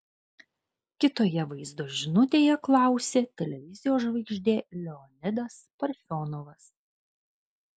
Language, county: Lithuanian, Kaunas